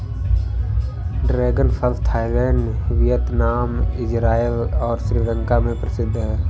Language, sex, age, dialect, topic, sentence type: Hindi, male, 18-24, Awadhi Bundeli, agriculture, statement